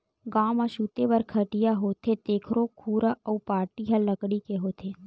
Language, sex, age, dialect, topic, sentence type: Chhattisgarhi, male, 18-24, Western/Budati/Khatahi, agriculture, statement